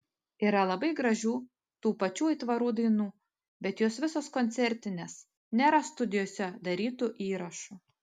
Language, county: Lithuanian, Panevėžys